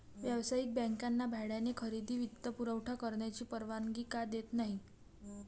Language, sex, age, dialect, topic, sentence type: Marathi, female, 18-24, Varhadi, banking, statement